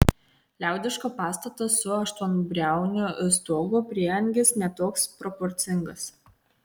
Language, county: Lithuanian, Kaunas